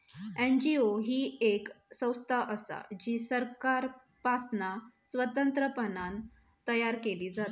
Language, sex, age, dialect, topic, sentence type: Marathi, female, 31-35, Southern Konkan, banking, statement